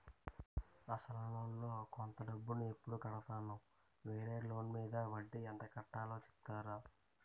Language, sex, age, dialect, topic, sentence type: Telugu, male, 18-24, Utterandhra, banking, question